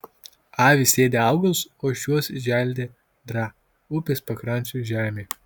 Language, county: Lithuanian, Kaunas